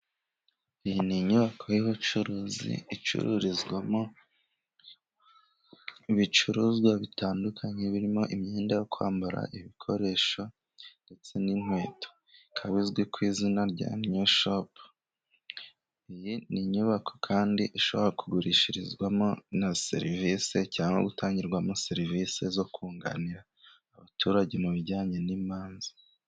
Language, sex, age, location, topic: Kinyarwanda, male, 25-35, Musanze, finance